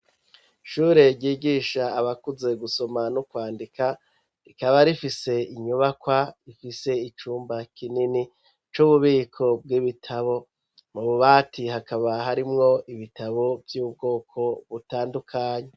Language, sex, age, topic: Rundi, male, 36-49, education